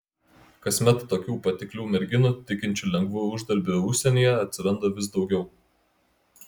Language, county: Lithuanian, Klaipėda